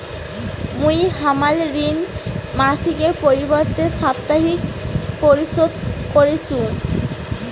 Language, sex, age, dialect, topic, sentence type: Bengali, female, 18-24, Rajbangshi, banking, statement